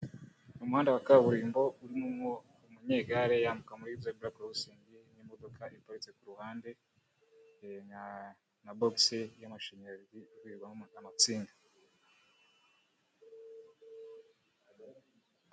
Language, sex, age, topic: Kinyarwanda, male, 25-35, government